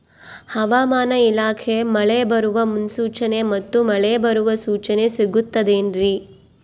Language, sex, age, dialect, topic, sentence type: Kannada, female, 25-30, Central, agriculture, question